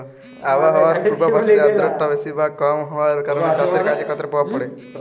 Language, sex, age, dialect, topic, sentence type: Bengali, male, 18-24, Jharkhandi, agriculture, question